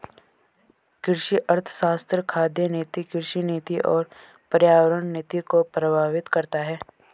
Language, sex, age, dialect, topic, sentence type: Hindi, male, 18-24, Marwari Dhudhari, agriculture, statement